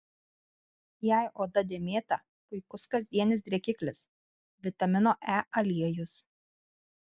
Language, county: Lithuanian, Kaunas